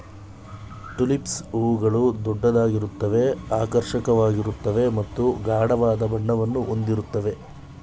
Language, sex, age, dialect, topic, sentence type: Kannada, male, 18-24, Mysore Kannada, agriculture, statement